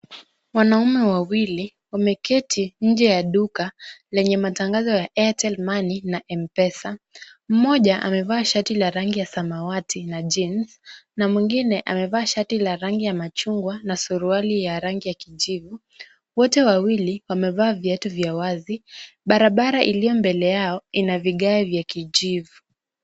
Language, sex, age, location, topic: Swahili, female, 25-35, Kisumu, finance